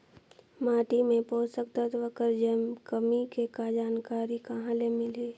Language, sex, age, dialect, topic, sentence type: Chhattisgarhi, female, 41-45, Northern/Bhandar, agriculture, question